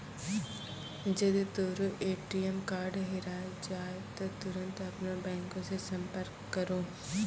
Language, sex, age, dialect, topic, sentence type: Maithili, female, 18-24, Angika, banking, statement